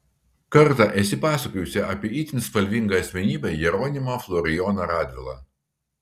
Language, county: Lithuanian, Kaunas